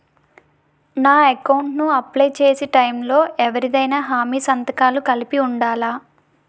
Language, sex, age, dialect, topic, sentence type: Telugu, female, 18-24, Utterandhra, banking, question